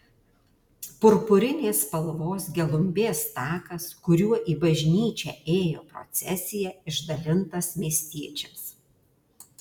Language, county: Lithuanian, Alytus